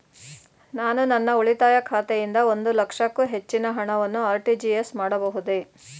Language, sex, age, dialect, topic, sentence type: Kannada, female, 36-40, Mysore Kannada, banking, question